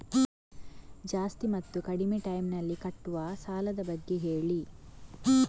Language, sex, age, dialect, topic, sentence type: Kannada, female, 46-50, Coastal/Dakshin, banking, question